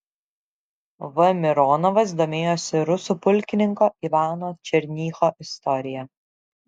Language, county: Lithuanian, Šiauliai